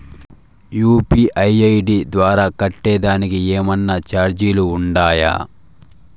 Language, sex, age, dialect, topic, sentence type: Telugu, male, 18-24, Southern, banking, question